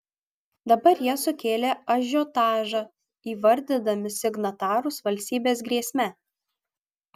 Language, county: Lithuanian, Kaunas